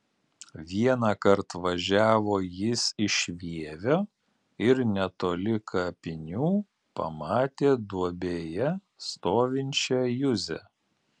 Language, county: Lithuanian, Alytus